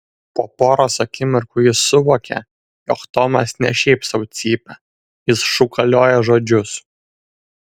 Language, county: Lithuanian, Vilnius